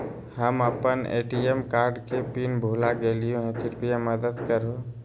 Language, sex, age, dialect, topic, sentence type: Magahi, male, 25-30, Southern, banking, statement